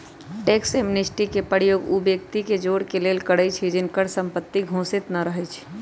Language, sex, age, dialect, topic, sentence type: Magahi, male, 18-24, Western, banking, statement